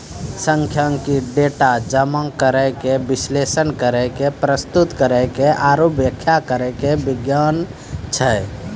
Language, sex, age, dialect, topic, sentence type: Maithili, male, 18-24, Angika, banking, statement